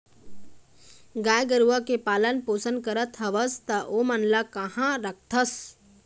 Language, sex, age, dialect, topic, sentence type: Chhattisgarhi, female, 18-24, Eastern, agriculture, statement